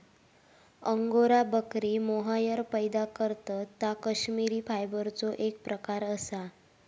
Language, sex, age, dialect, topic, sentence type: Marathi, female, 18-24, Southern Konkan, agriculture, statement